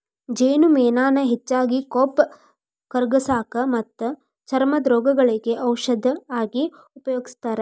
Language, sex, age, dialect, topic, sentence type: Kannada, female, 18-24, Dharwad Kannada, agriculture, statement